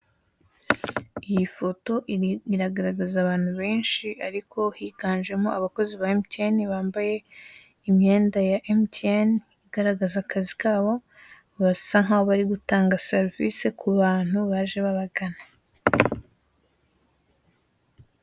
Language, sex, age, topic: Kinyarwanda, female, 18-24, finance